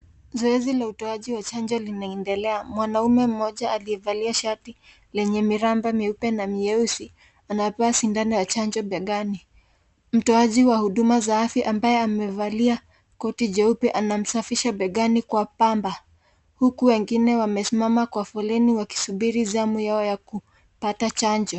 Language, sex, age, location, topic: Swahili, female, 18-24, Kisii, health